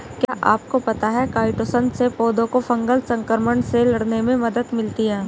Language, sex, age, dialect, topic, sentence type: Hindi, female, 25-30, Hindustani Malvi Khadi Boli, agriculture, statement